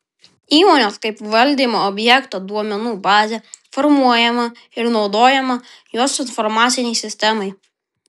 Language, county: Lithuanian, Vilnius